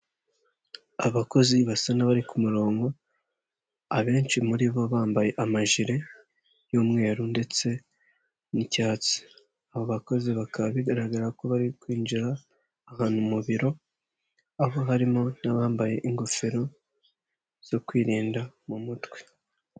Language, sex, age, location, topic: Kinyarwanda, male, 50+, Nyagatare, education